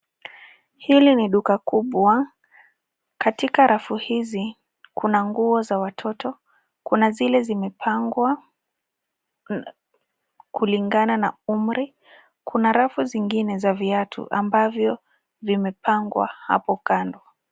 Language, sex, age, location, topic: Swahili, female, 25-35, Nairobi, finance